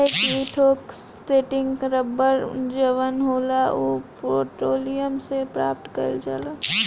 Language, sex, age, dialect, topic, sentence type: Bhojpuri, female, 18-24, Southern / Standard, agriculture, statement